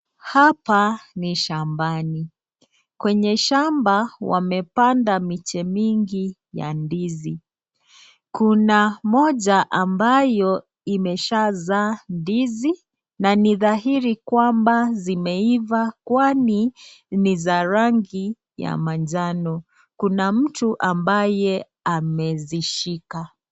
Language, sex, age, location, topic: Swahili, female, 25-35, Nakuru, agriculture